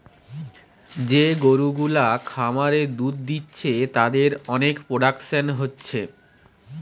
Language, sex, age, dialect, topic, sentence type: Bengali, male, 31-35, Western, agriculture, statement